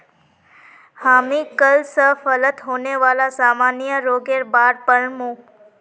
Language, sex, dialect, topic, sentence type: Magahi, female, Northeastern/Surjapuri, agriculture, statement